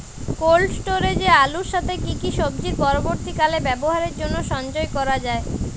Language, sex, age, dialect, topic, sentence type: Bengali, male, 18-24, Jharkhandi, agriculture, question